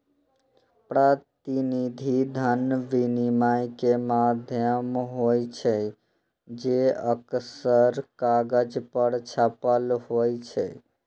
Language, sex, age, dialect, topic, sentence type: Maithili, male, 25-30, Eastern / Thethi, banking, statement